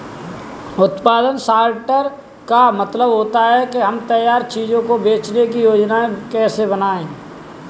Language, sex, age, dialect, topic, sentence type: Hindi, male, 18-24, Kanauji Braj Bhasha, agriculture, statement